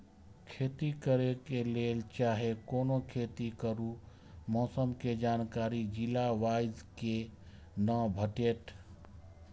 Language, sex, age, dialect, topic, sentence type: Maithili, male, 25-30, Eastern / Thethi, agriculture, question